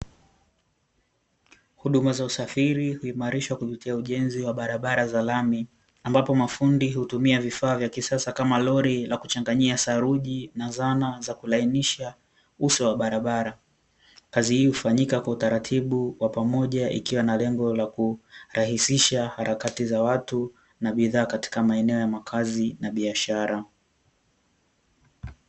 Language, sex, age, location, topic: Swahili, male, 18-24, Dar es Salaam, government